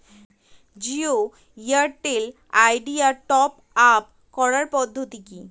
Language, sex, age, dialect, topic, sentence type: Bengali, female, 18-24, Standard Colloquial, banking, question